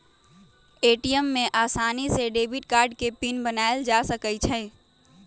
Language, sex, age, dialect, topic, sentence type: Magahi, female, 18-24, Western, banking, statement